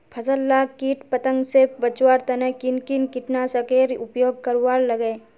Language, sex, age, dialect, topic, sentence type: Magahi, female, 18-24, Northeastern/Surjapuri, agriculture, question